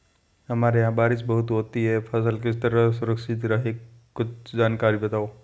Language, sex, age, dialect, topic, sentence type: Hindi, male, 46-50, Marwari Dhudhari, agriculture, question